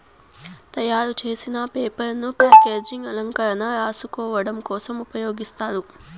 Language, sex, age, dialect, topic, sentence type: Telugu, female, 18-24, Southern, agriculture, statement